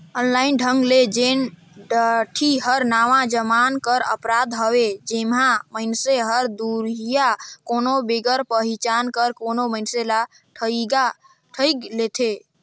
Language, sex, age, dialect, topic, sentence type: Chhattisgarhi, male, 25-30, Northern/Bhandar, banking, statement